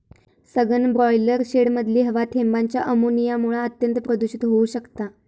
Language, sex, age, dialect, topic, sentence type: Marathi, female, 18-24, Southern Konkan, agriculture, statement